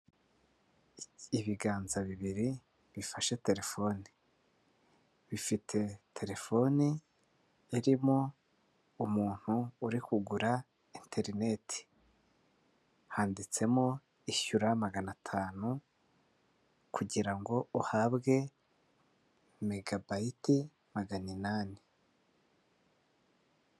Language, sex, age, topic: Kinyarwanda, male, 25-35, finance